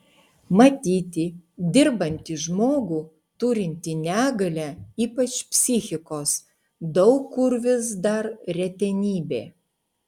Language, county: Lithuanian, Utena